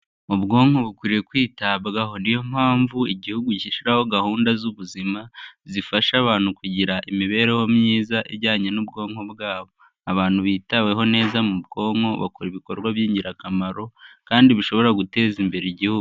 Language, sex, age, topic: Kinyarwanda, male, 18-24, health